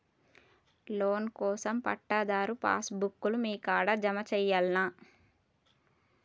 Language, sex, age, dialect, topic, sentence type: Telugu, female, 41-45, Telangana, banking, question